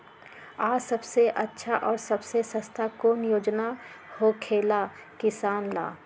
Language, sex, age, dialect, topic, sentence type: Magahi, female, 25-30, Western, agriculture, question